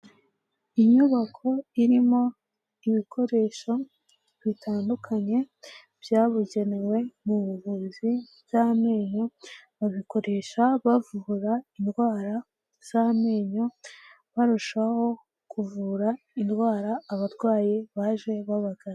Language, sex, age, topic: Kinyarwanda, female, 18-24, health